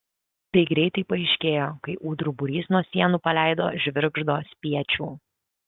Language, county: Lithuanian, Kaunas